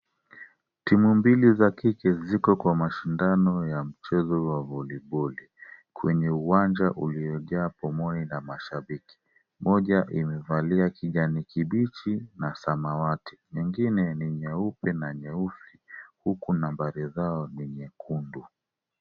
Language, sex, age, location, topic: Swahili, male, 36-49, Kisumu, government